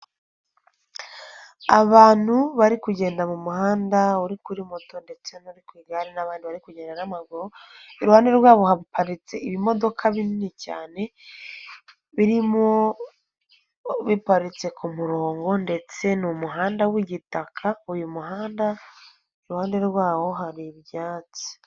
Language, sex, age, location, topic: Kinyarwanda, female, 18-24, Nyagatare, government